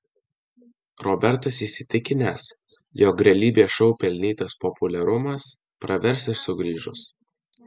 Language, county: Lithuanian, Alytus